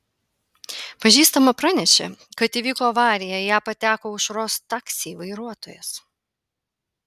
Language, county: Lithuanian, Panevėžys